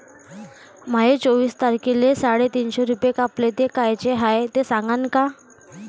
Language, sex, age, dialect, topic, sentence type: Marathi, female, 18-24, Varhadi, banking, question